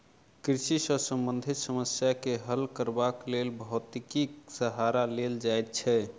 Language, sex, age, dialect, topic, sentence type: Maithili, male, 31-35, Southern/Standard, agriculture, statement